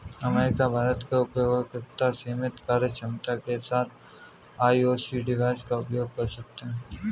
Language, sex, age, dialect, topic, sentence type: Hindi, male, 18-24, Kanauji Braj Bhasha, banking, statement